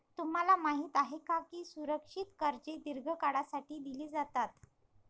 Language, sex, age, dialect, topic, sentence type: Marathi, female, 25-30, Varhadi, banking, statement